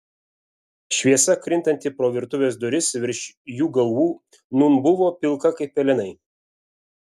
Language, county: Lithuanian, Vilnius